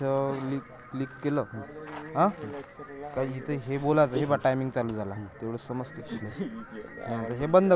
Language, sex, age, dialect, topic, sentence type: Marathi, male, 31-35, Varhadi, agriculture, question